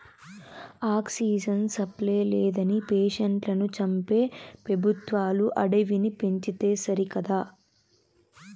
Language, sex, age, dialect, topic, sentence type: Telugu, female, 18-24, Southern, agriculture, statement